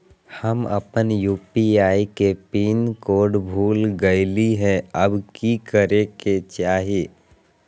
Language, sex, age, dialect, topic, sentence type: Magahi, male, 31-35, Southern, banking, question